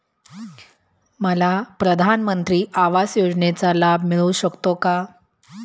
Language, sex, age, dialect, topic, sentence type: Marathi, female, 31-35, Standard Marathi, banking, question